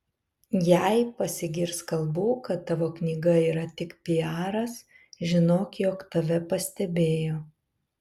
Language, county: Lithuanian, Vilnius